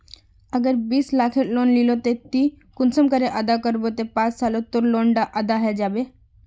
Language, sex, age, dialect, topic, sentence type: Magahi, female, 18-24, Northeastern/Surjapuri, banking, question